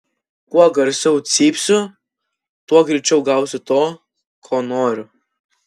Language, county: Lithuanian, Vilnius